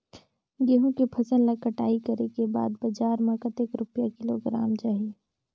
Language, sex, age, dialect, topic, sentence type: Chhattisgarhi, female, 56-60, Northern/Bhandar, agriculture, question